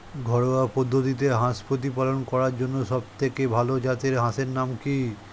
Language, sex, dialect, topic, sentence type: Bengali, male, Standard Colloquial, agriculture, question